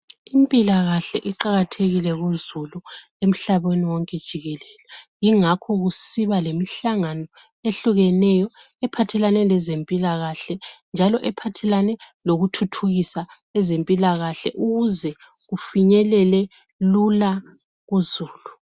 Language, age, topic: North Ndebele, 36-49, health